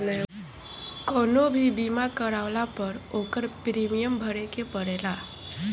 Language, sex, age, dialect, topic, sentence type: Bhojpuri, female, <18, Northern, banking, statement